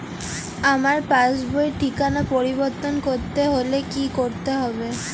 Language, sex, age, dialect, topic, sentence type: Bengali, female, 18-24, Jharkhandi, banking, question